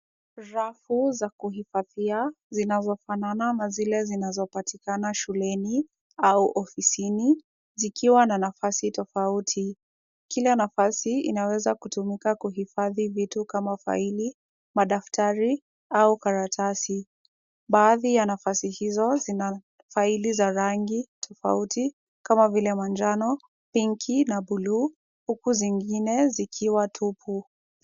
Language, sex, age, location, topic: Swahili, female, 18-24, Kisumu, education